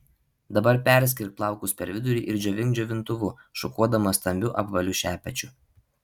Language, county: Lithuanian, Alytus